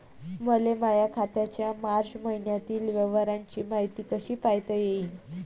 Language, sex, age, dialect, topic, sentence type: Marathi, female, 25-30, Varhadi, banking, question